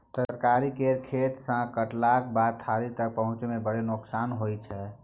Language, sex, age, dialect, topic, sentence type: Maithili, male, 18-24, Bajjika, agriculture, statement